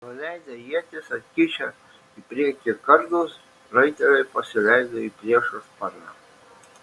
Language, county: Lithuanian, Šiauliai